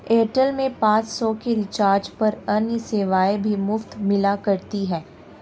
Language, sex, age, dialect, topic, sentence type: Hindi, female, 18-24, Marwari Dhudhari, banking, statement